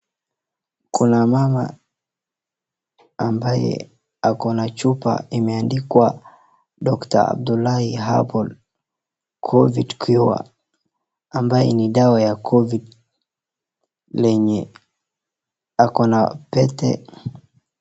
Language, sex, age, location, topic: Swahili, male, 36-49, Wajir, health